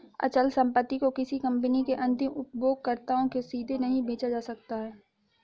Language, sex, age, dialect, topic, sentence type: Hindi, female, 60-100, Awadhi Bundeli, banking, statement